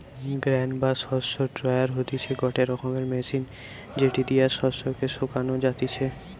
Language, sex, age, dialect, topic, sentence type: Bengali, male, 18-24, Western, agriculture, statement